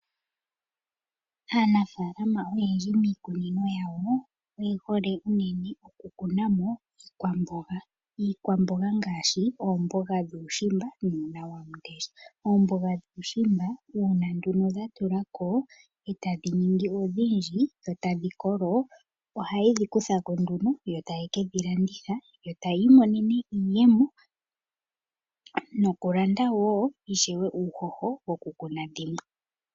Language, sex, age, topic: Oshiwambo, female, 25-35, agriculture